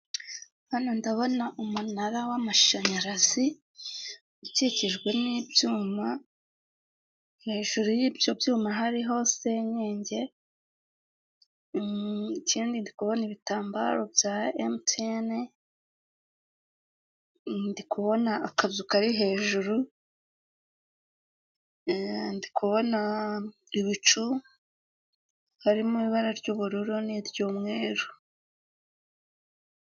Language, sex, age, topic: Kinyarwanda, female, 25-35, government